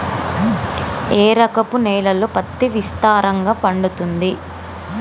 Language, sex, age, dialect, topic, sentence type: Telugu, female, 25-30, Telangana, agriculture, question